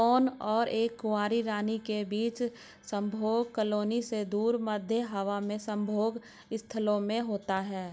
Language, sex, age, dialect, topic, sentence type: Hindi, female, 56-60, Hindustani Malvi Khadi Boli, agriculture, statement